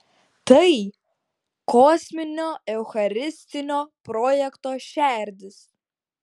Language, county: Lithuanian, Šiauliai